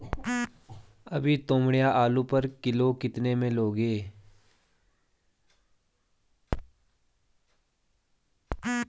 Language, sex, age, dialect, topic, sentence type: Hindi, male, 25-30, Garhwali, agriculture, question